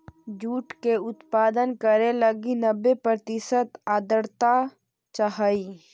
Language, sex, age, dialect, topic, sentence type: Magahi, female, 18-24, Central/Standard, agriculture, statement